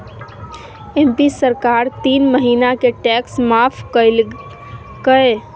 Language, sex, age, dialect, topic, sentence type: Magahi, female, 25-30, Southern, banking, statement